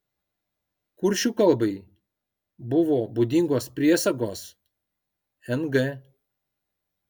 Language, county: Lithuanian, Kaunas